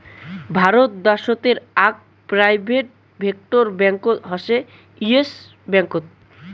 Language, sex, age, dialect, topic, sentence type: Bengali, male, 18-24, Rajbangshi, banking, statement